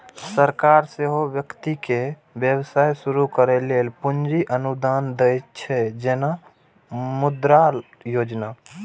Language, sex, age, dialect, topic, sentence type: Maithili, male, 18-24, Eastern / Thethi, banking, statement